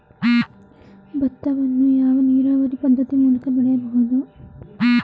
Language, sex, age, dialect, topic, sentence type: Kannada, female, 36-40, Mysore Kannada, agriculture, question